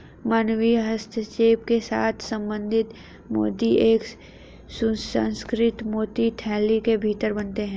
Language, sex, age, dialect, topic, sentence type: Hindi, female, 31-35, Hindustani Malvi Khadi Boli, agriculture, statement